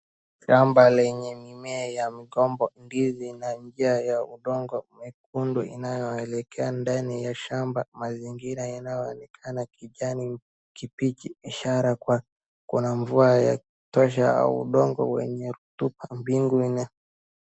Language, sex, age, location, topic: Swahili, male, 36-49, Wajir, agriculture